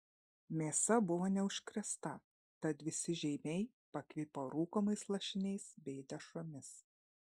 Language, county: Lithuanian, Šiauliai